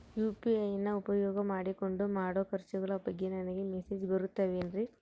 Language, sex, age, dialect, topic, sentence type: Kannada, female, 18-24, Central, banking, question